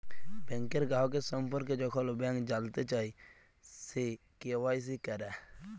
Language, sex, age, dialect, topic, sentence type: Bengali, male, 18-24, Jharkhandi, banking, statement